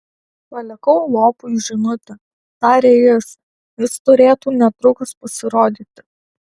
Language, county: Lithuanian, Alytus